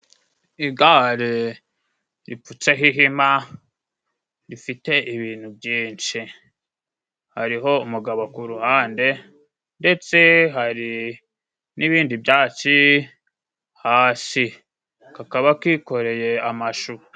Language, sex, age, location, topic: Kinyarwanda, male, 25-35, Musanze, government